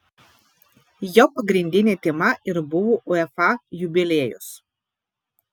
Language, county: Lithuanian, Vilnius